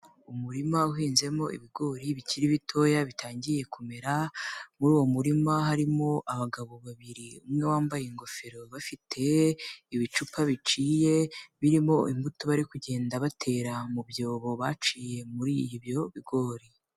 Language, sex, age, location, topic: Kinyarwanda, female, 18-24, Kigali, agriculture